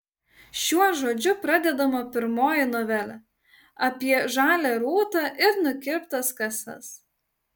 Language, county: Lithuanian, Utena